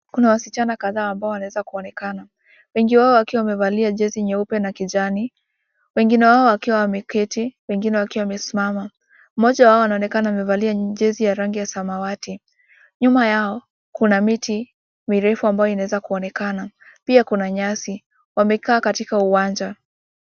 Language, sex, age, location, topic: Swahili, female, 18-24, Nakuru, government